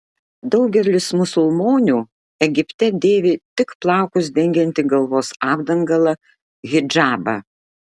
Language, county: Lithuanian, Klaipėda